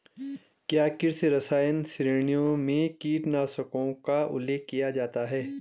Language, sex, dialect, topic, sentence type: Hindi, male, Garhwali, agriculture, statement